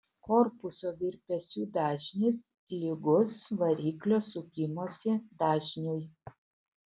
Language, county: Lithuanian, Utena